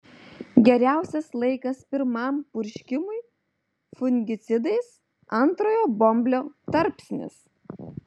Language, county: Lithuanian, Alytus